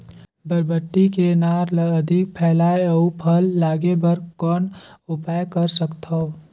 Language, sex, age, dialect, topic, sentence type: Chhattisgarhi, male, 18-24, Northern/Bhandar, agriculture, question